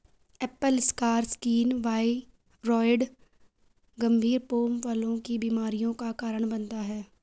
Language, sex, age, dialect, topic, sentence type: Hindi, female, 41-45, Garhwali, agriculture, statement